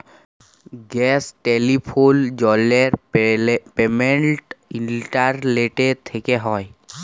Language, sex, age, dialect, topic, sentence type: Bengali, male, 18-24, Jharkhandi, banking, statement